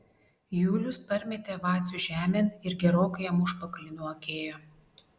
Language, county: Lithuanian, Vilnius